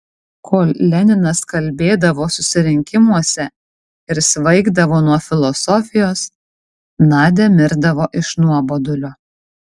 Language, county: Lithuanian, Kaunas